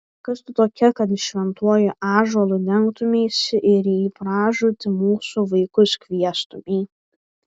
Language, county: Lithuanian, Vilnius